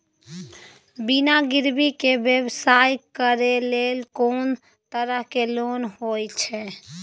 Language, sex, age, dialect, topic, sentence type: Maithili, female, 25-30, Bajjika, banking, question